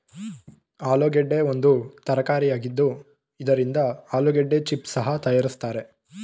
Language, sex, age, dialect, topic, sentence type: Kannada, male, 18-24, Mysore Kannada, agriculture, statement